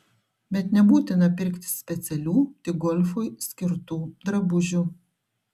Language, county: Lithuanian, Šiauliai